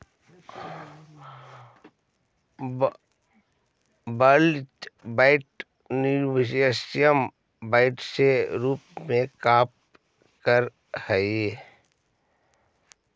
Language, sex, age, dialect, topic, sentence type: Magahi, male, 41-45, Central/Standard, banking, statement